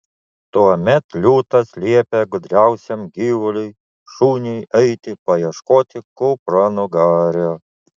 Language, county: Lithuanian, Utena